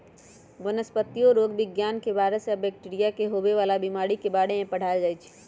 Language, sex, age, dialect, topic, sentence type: Magahi, female, 31-35, Western, agriculture, statement